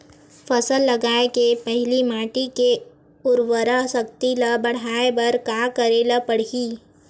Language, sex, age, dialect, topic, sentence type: Chhattisgarhi, female, 18-24, Western/Budati/Khatahi, agriculture, question